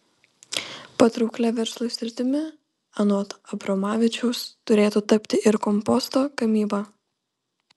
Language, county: Lithuanian, Panevėžys